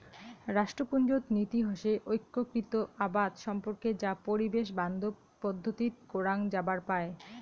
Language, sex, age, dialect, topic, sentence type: Bengali, female, 31-35, Rajbangshi, agriculture, statement